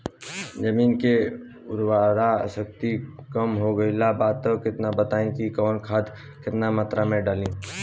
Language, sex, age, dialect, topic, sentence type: Bhojpuri, male, 18-24, Southern / Standard, agriculture, question